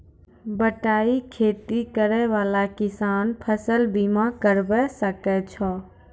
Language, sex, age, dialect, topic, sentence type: Maithili, female, 18-24, Angika, agriculture, question